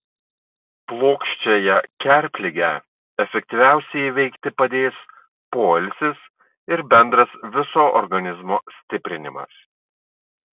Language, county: Lithuanian, Vilnius